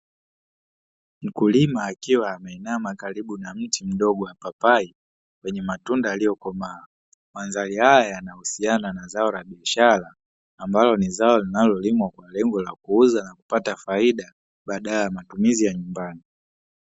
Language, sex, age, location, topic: Swahili, male, 18-24, Dar es Salaam, agriculture